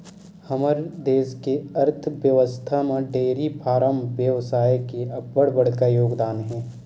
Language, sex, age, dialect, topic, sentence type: Chhattisgarhi, male, 18-24, Western/Budati/Khatahi, agriculture, statement